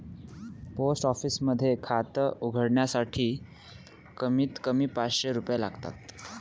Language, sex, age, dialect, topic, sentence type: Marathi, male, 18-24, Northern Konkan, banking, statement